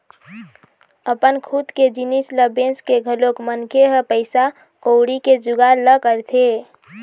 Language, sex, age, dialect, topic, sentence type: Chhattisgarhi, female, 25-30, Eastern, banking, statement